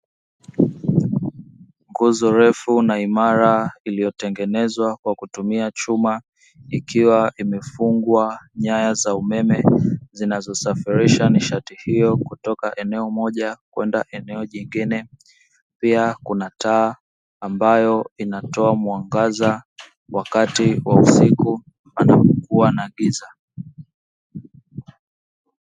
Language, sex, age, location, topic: Swahili, female, 25-35, Dar es Salaam, government